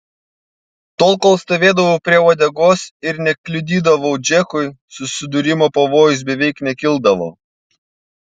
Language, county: Lithuanian, Panevėžys